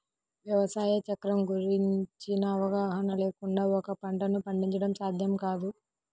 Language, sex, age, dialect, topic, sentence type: Telugu, female, 18-24, Central/Coastal, agriculture, statement